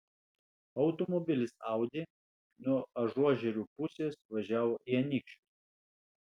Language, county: Lithuanian, Alytus